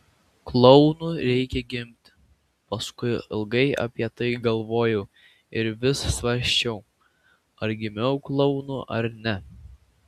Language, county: Lithuanian, Vilnius